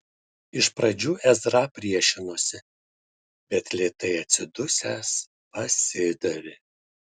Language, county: Lithuanian, Šiauliai